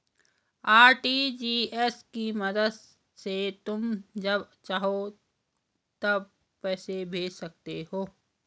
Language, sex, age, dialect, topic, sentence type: Hindi, female, 56-60, Garhwali, banking, statement